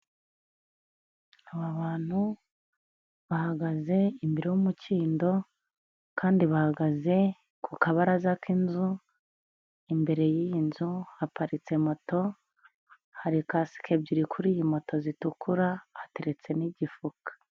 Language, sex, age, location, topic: Kinyarwanda, female, 25-35, Nyagatare, education